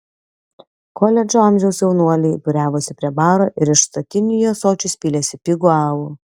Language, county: Lithuanian, Panevėžys